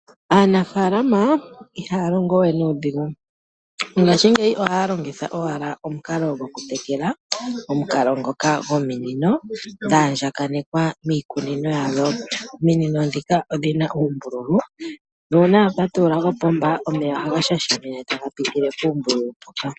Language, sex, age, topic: Oshiwambo, male, 36-49, agriculture